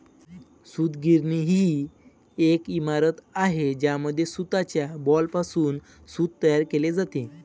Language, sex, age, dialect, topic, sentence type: Marathi, male, 18-24, Varhadi, agriculture, statement